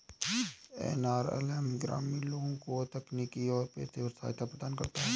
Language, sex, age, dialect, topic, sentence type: Hindi, male, 18-24, Awadhi Bundeli, banking, statement